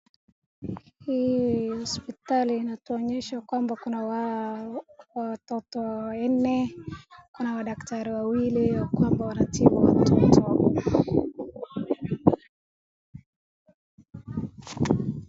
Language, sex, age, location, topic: Swahili, female, 25-35, Wajir, health